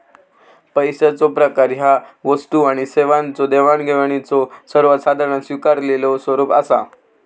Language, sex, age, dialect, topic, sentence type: Marathi, male, 18-24, Southern Konkan, banking, statement